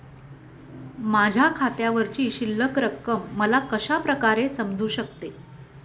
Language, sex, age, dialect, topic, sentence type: Marathi, female, 36-40, Standard Marathi, banking, question